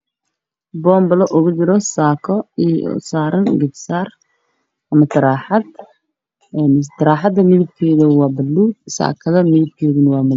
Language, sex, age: Somali, male, 18-24